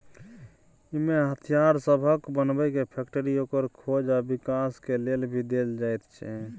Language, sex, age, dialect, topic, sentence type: Maithili, male, 36-40, Bajjika, banking, statement